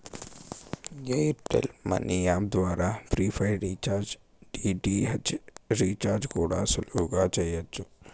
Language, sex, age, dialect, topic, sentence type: Telugu, male, 18-24, Southern, banking, statement